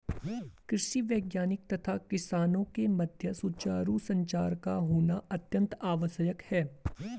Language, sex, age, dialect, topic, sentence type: Hindi, male, 18-24, Garhwali, agriculture, statement